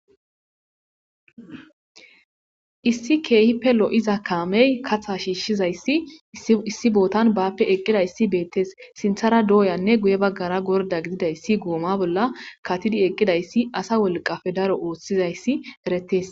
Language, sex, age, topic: Gamo, female, 25-35, agriculture